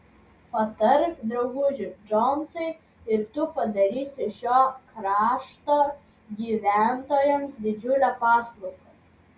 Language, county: Lithuanian, Vilnius